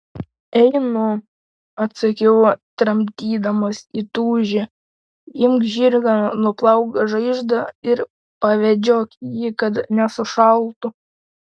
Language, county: Lithuanian, Panevėžys